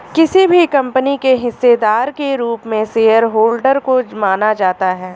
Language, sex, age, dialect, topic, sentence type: Hindi, female, 25-30, Awadhi Bundeli, banking, statement